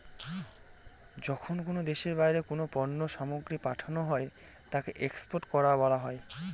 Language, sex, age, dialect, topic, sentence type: Bengali, male, 25-30, Northern/Varendri, banking, statement